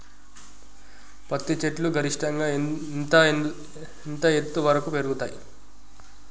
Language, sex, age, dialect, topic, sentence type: Telugu, male, 18-24, Telangana, agriculture, question